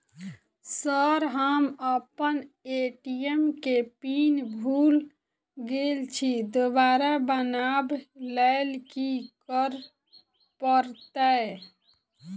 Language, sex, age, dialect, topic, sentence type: Maithili, female, 25-30, Southern/Standard, banking, question